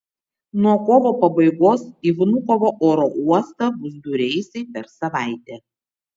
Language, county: Lithuanian, Vilnius